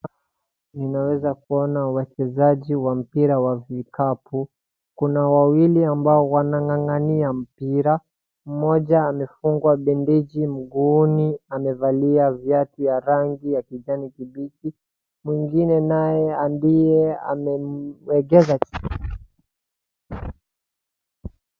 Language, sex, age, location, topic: Swahili, male, 18-24, Wajir, government